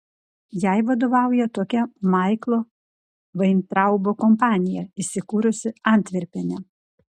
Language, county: Lithuanian, Klaipėda